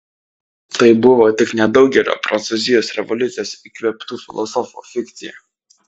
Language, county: Lithuanian, Vilnius